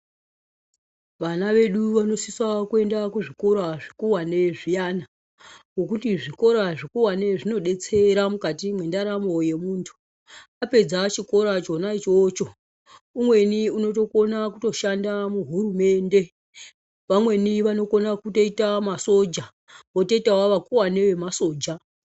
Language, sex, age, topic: Ndau, male, 36-49, education